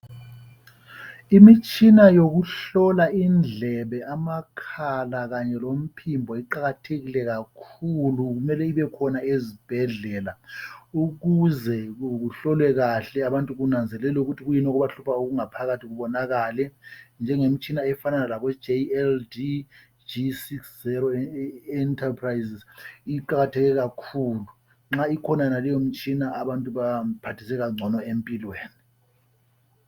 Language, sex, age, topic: North Ndebele, male, 50+, health